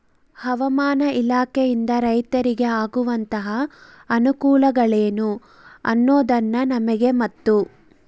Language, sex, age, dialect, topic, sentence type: Kannada, female, 25-30, Central, agriculture, question